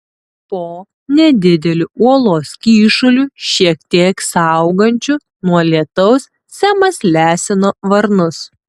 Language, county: Lithuanian, Tauragė